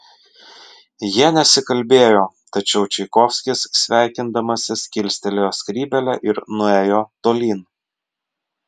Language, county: Lithuanian, Vilnius